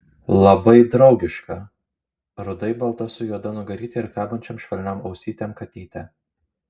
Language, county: Lithuanian, Kaunas